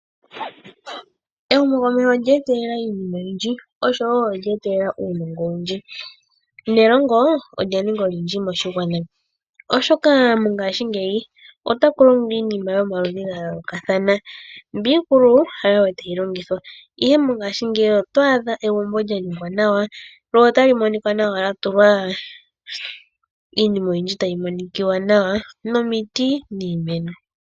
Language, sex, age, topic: Oshiwambo, male, 25-35, finance